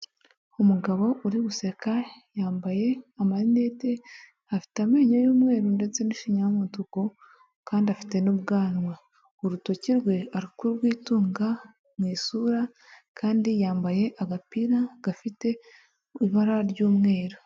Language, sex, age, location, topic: Kinyarwanda, female, 25-35, Huye, health